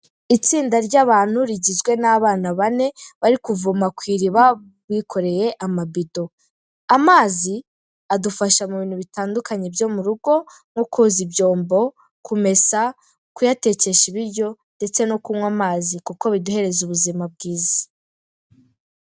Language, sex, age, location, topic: Kinyarwanda, female, 18-24, Kigali, health